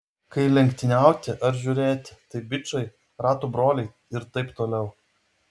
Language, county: Lithuanian, Vilnius